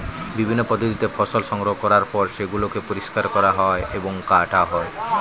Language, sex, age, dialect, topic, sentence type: Bengali, male, 25-30, Standard Colloquial, agriculture, statement